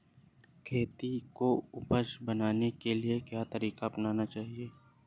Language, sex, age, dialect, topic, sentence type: Hindi, male, 25-30, Awadhi Bundeli, agriculture, question